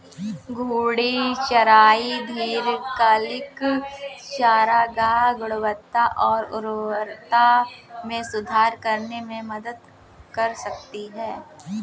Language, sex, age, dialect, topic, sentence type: Hindi, female, 18-24, Kanauji Braj Bhasha, agriculture, statement